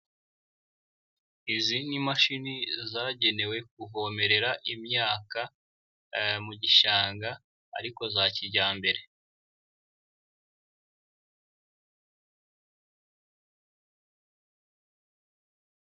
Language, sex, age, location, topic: Kinyarwanda, male, 18-24, Nyagatare, agriculture